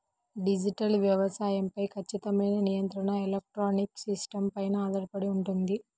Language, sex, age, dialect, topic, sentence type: Telugu, female, 18-24, Central/Coastal, agriculture, statement